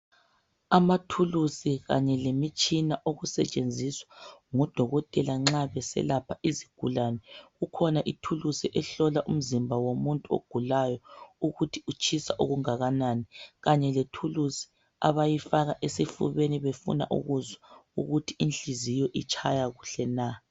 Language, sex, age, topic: North Ndebele, male, 36-49, health